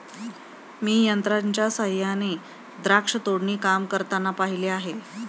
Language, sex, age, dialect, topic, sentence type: Marathi, female, 31-35, Standard Marathi, agriculture, statement